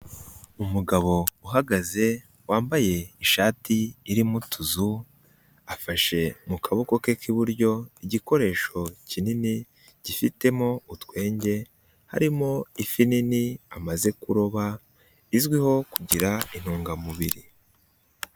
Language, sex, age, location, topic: Kinyarwanda, male, 18-24, Nyagatare, agriculture